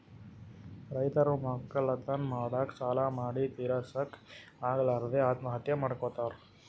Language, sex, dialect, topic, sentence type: Kannada, male, Northeastern, agriculture, statement